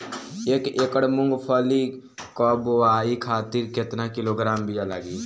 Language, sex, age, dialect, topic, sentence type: Bhojpuri, male, <18, Northern, agriculture, question